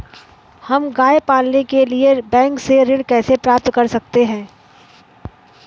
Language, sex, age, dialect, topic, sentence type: Hindi, female, 18-24, Awadhi Bundeli, banking, question